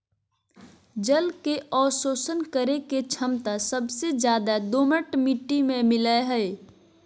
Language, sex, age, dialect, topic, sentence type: Magahi, female, 41-45, Southern, agriculture, statement